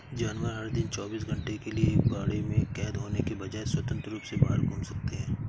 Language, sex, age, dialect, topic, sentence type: Hindi, male, 56-60, Awadhi Bundeli, agriculture, statement